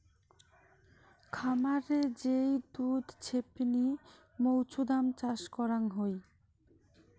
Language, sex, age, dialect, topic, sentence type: Bengali, female, 25-30, Rajbangshi, agriculture, statement